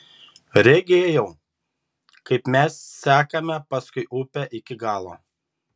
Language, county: Lithuanian, Šiauliai